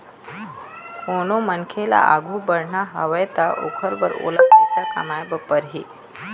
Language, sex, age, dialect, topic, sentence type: Chhattisgarhi, female, 25-30, Eastern, banking, statement